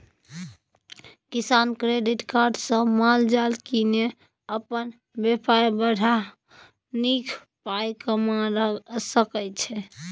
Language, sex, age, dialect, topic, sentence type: Maithili, female, 25-30, Bajjika, agriculture, statement